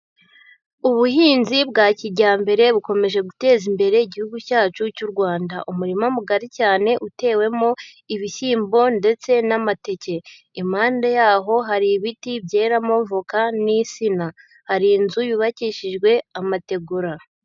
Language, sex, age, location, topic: Kinyarwanda, female, 18-24, Huye, agriculture